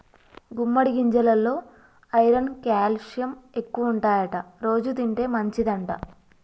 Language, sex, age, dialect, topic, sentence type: Telugu, female, 25-30, Telangana, agriculture, statement